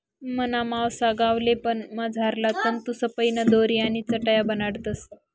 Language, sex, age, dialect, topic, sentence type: Marathi, female, 18-24, Northern Konkan, agriculture, statement